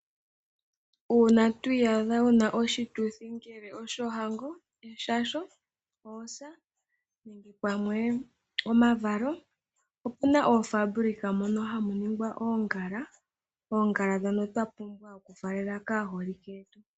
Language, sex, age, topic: Oshiwambo, female, 18-24, agriculture